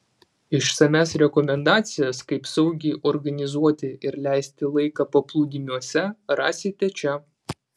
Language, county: Lithuanian, Vilnius